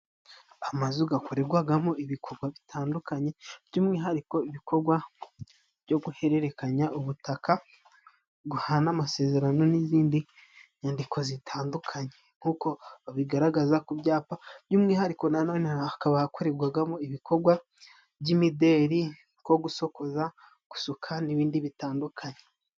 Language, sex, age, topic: Kinyarwanda, male, 18-24, finance